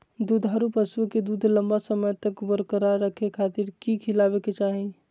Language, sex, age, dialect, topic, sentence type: Magahi, male, 25-30, Southern, agriculture, question